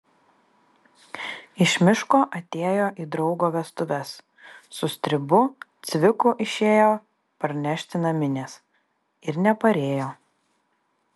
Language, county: Lithuanian, Vilnius